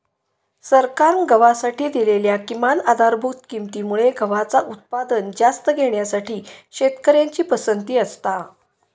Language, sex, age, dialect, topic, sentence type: Marathi, female, 56-60, Southern Konkan, agriculture, statement